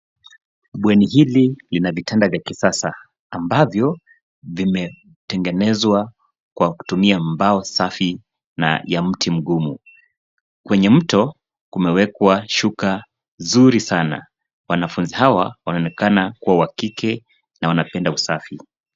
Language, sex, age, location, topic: Swahili, male, 25-35, Nairobi, education